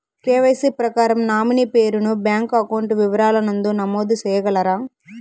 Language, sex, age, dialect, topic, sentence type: Telugu, female, 18-24, Southern, banking, question